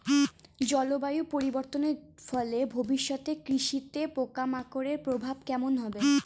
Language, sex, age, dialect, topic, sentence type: Bengali, female, 18-24, Rajbangshi, agriculture, question